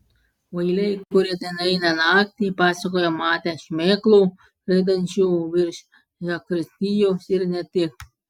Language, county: Lithuanian, Klaipėda